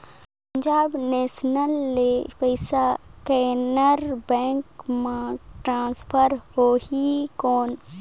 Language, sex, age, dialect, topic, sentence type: Chhattisgarhi, female, 31-35, Northern/Bhandar, banking, question